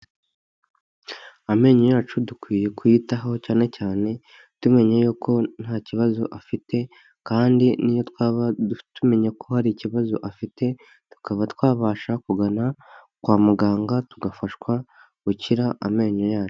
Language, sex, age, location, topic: Kinyarwanda, male, 25-35, Huye, health